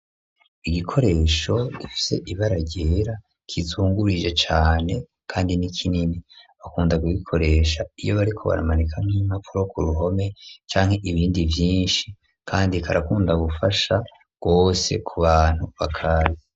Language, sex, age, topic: Rundi, male, 36-49, education